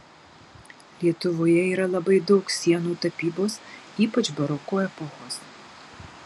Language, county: Lithuanian, Marijampolė